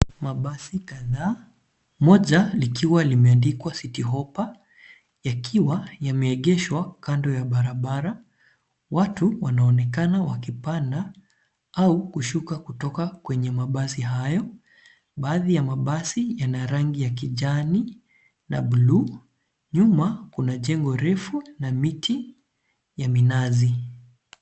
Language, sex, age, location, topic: Swahili, male, 25-35, Nairobi, government